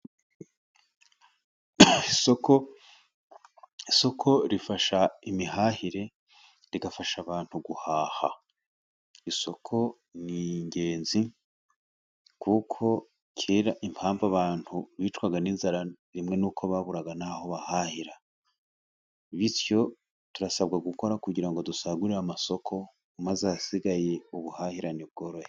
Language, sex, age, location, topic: Kinyarwanda, male, 36-49, Musanze, finance